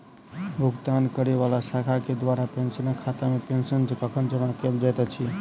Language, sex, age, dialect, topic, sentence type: Maithili, male, 31-35, Southern/Standard, banking, question